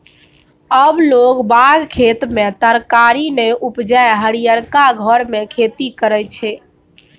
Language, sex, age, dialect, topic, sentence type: Maithili, female, 18-24, Bajjika, agriculture, statement